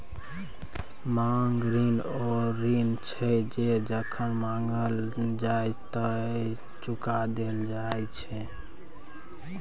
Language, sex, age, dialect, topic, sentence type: Maithili, male, 18-24, Bajjika, banking, statement